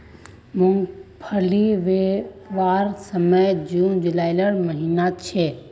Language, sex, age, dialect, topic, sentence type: Magahi, female, 18-24, Northeastern/Surjapuri, agriculture, statement